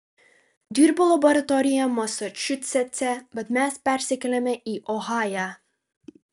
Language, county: Lithuanian, Vilnius